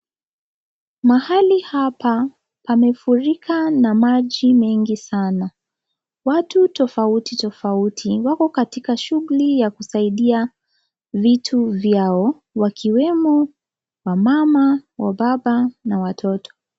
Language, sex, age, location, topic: Swahili, female, 25-35, Kisii, health